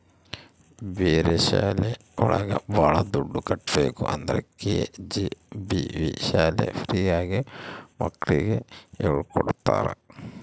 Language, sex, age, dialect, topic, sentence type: Kannada, male, 46-50, Central, banking, statement